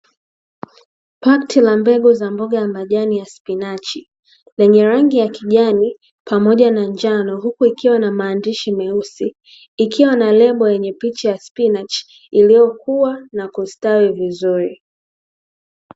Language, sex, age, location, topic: Swahili, female, 18-24, Dar es Salaam, agriculture